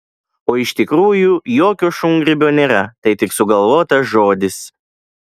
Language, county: Lithuanian, Klaipėda